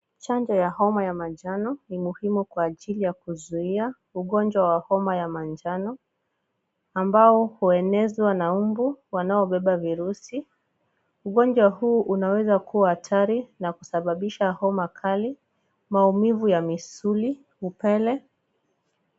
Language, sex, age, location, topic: Swahili, female, 25-35, Kisumu, health